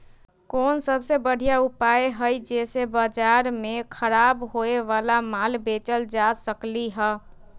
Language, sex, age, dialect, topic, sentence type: Magahi, female, 25-30, Western, agriculture, statement